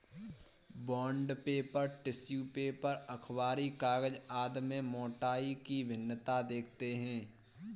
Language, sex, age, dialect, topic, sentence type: Hindi, female, 18-24, Kanauji Braj Bhasha, agriculture, statement